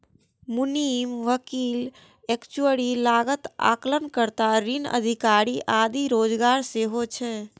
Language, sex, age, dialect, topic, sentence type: Maithili, female, 18-24, Eastern / Thethi, banking, statement